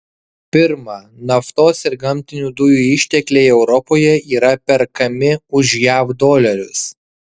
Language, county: Lithuanian, Kaunas